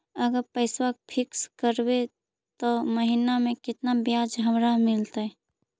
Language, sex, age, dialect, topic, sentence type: Magahi, female, 25-30, Central/Standard, banking, question